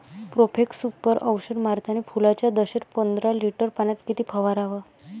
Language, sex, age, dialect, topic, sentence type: Marathi, female, 18-24, Varhadi, agriculture, question